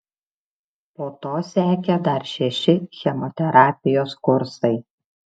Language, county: Lithuanian, Šiauliai